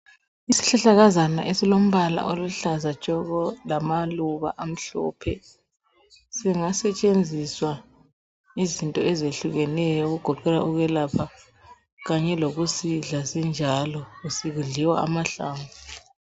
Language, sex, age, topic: North Ndebele, male, 18-24, health